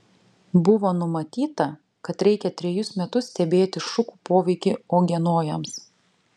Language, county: Lithuanian, Vilnius